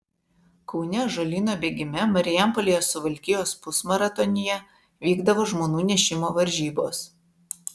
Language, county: Lithuanian, Vilnius